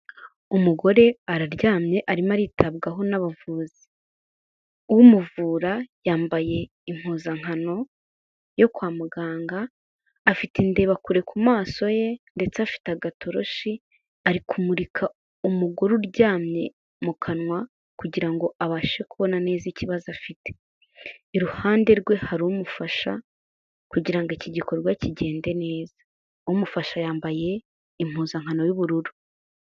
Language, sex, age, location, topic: Kinyarwanda, female, 18-24, Kigali, health